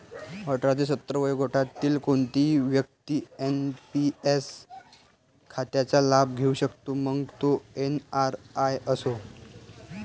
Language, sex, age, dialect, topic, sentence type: Marathi, male, 18-24, Varhadi, banking, statement